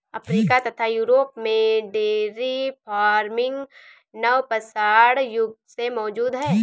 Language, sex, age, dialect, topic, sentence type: Hindi, female, 18-24, Awadhi Bundeli, agriculture, statement